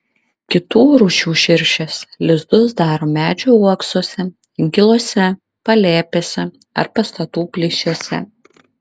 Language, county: Lithuanian, Klaipėda